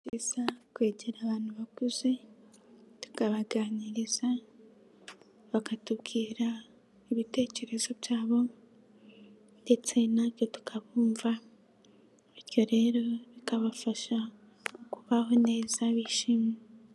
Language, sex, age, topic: Kinyarwanda, female, 18-24, health